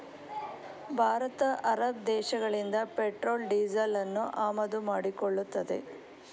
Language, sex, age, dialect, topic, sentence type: Kannada, female, 51-55, Mysore Kannada, banking, statement